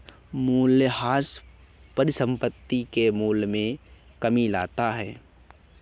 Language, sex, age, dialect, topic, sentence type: Hindi, male, 25-30, Awadhi Bundeli, banking, statement